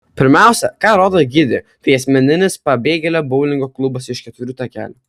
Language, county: Lithuanian, Kaunas